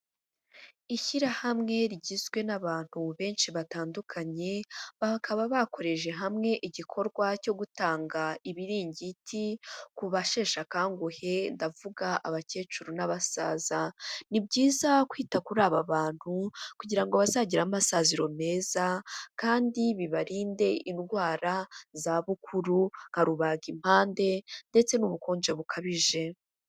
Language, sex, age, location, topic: Kinyarwanda, female, 25-35, Huye, health